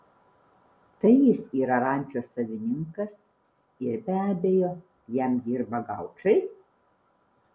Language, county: Lithuanian, Vilnius